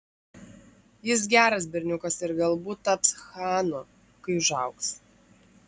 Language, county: Lithuanian, Klaipėda